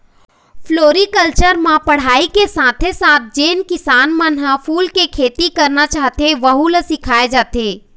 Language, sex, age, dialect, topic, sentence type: Chhattisgarhi, female, 25-30, Eastern, agriculture, statement